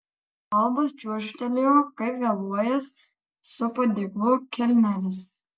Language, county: Lithuanian, Kaunas